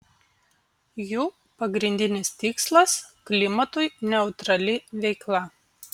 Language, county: Lithuanian, Vilnius